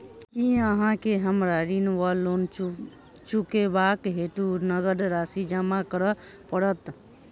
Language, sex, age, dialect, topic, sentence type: Maithili, female, 18-24, Southern/Standard, banking, question